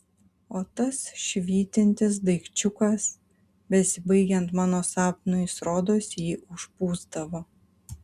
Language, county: Lithuanian, Kaunas